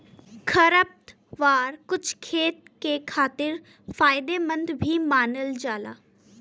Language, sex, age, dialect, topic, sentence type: Bhojpuri, female, 18-24, Western, agriculture, statement